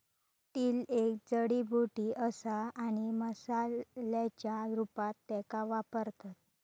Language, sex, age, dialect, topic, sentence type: Marathi, female, 25-30, Southern Konkan, agriculture, statement